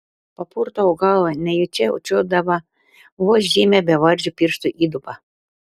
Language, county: Lithuanian, Telšiai